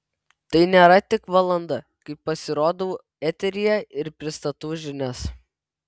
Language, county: Lithuanian, Vilnius